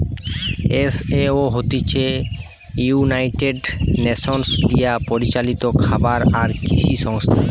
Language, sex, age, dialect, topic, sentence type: Bengali, male, 18-24, Western, agriculture, statement